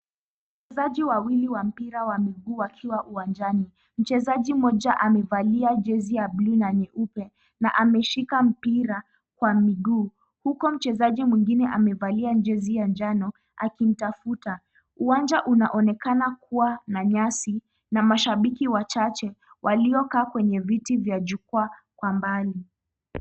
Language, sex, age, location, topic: Swahili, female, 18-24, Kisumu, government